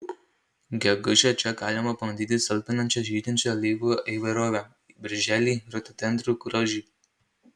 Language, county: Lithuanian, Marijampolė